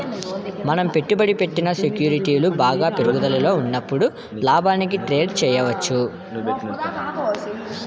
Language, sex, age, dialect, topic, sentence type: Telugu, male, 18-24, Central/Coastal, banking, statement